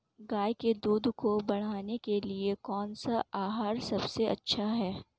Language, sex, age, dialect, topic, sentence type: Hindi, female, 18-24, Marwari Dhudhari, agriculture, question